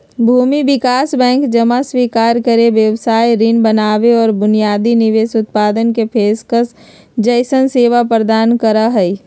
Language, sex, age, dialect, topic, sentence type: Magahi, female, 31-35, Western, banking, statement